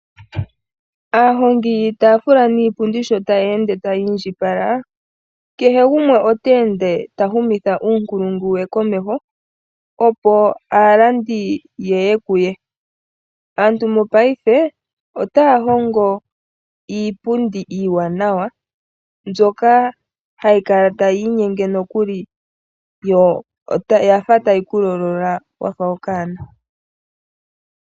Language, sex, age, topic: Oshiwambo, female, 18-24, finance